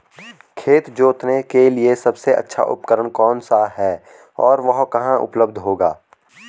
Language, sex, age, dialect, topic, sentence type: Hindi, male, 18-24, Garhwali, agriculture, question